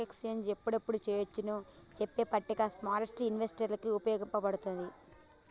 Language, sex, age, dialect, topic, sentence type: Telugu, female, 25-30, Telangana, banking, statement